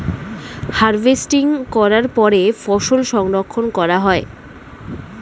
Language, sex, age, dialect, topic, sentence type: Bengali, female, 18-24, Standard Colloquial, agriculture, statement